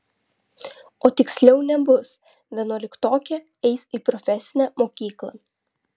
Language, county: Lithuanian, Vilnius